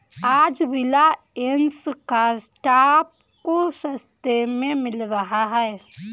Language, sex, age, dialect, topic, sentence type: Hindi, female, 18-24, Awadhi Bundeli, banking, statement